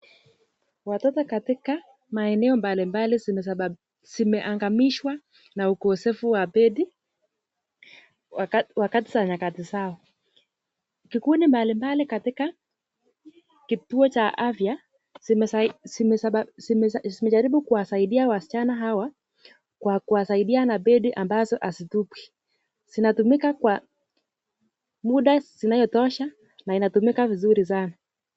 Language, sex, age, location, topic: Swahili, female, 18-24, Nakuru, health